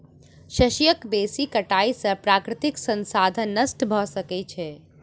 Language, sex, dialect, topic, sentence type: Maithili, female, Southern/Standard, agriculture, statement